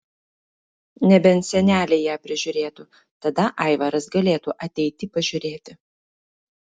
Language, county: Lithuanian, Klaipėda